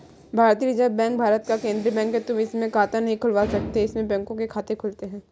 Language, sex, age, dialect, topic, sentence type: Hindi, female, 36-40, Kanauji Braj Bhasha, banking, statement